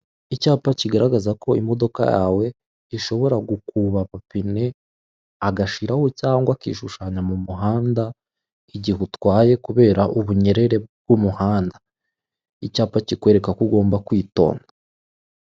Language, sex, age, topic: Kinyarwanda, male, 18-24, government